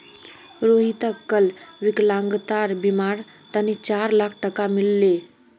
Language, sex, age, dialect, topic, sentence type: Magahi, female, 36-40, Northeastern/Surjapuri, banking, statement